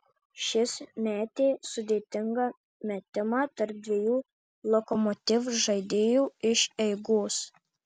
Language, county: Lithuanian, Marijampolė